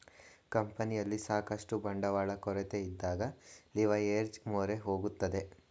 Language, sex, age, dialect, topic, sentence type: Kannada, male, 18-24, Mysore Kannada, banking, statement